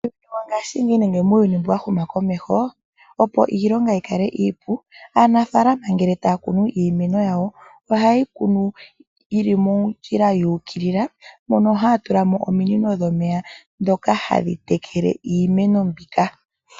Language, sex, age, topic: Oshiwambo, female, 25-35, agriculture